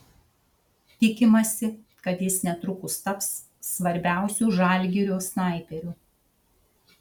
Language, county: Lithuanian, Šiauliai